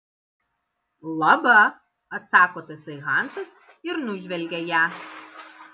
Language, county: Lithuanian, Kaunas